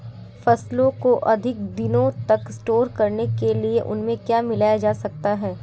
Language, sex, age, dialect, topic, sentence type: Hindi, female, 18-24, Marwari Dhudhari, agriculture, question